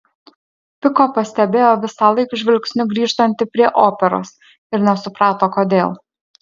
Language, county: Lithuanian, Alytus